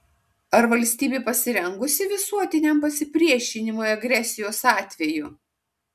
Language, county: Lithuanian, Kaunas